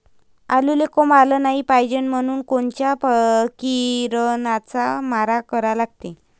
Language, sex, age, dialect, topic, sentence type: Marathi, female, 25-30, Varhadi, agriculture, question